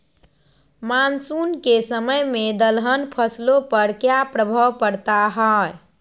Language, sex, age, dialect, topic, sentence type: Magahi, female, 41-45, Western, agriculture, question